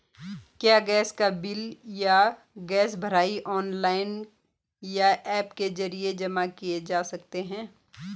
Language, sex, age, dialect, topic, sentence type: Hindi, female, 41-45, Garhwali, banking, question